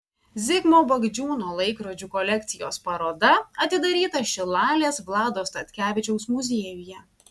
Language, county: Lithuanian, Vilnius